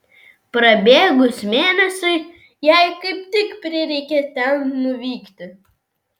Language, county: Lithuanian, Vilnius